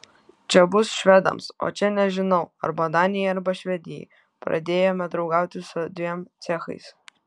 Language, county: Lithuanian, Kaunas